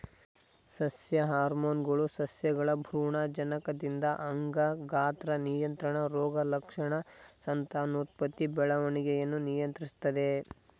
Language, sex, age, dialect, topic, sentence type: Kannada, male, 18-24, Mysore Kannada, agriculture, statement